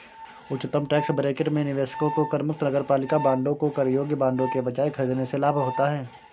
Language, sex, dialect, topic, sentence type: Hindi, male, Kanauji Braj Bhasha, banking, statement